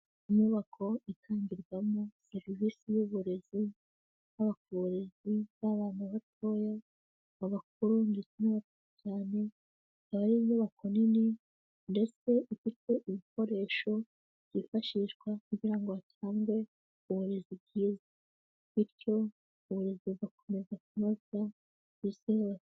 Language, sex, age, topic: Kinyarwanda, female, 18-24, education